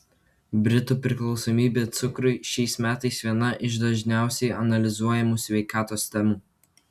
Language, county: Lithuanian, Kaunas